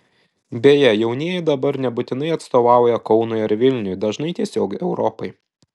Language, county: Lithuanian, Šiauliai